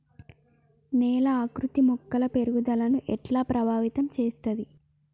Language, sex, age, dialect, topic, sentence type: Telugu, female, 25-30, Telangana, agriculture, statement